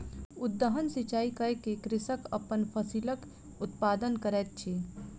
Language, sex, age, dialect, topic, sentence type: Maithili, female, 25-30, Southern/Standard, agriculture, statement